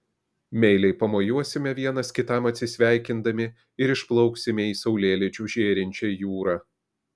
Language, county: Lithuanian, Kaunas